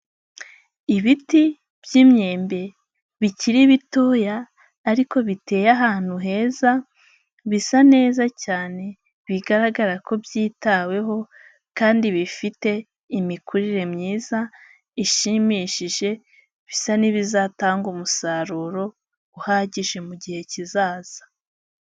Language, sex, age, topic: Kinyarwanda, female, 18-24, agriculture